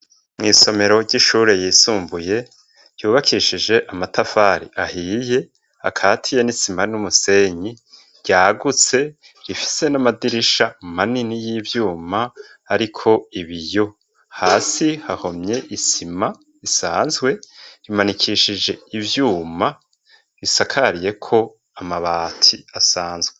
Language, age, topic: Rundi, 25-35, education